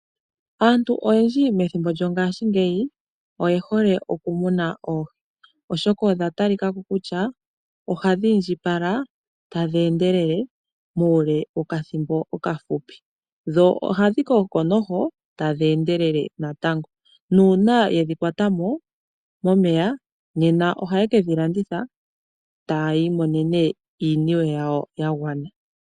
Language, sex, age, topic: Oshiwambo, female, 18-24, agriculture